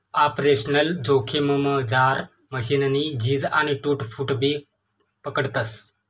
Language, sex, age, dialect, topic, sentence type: Marathi, male, 25-30, Northern Konkan, banking, statement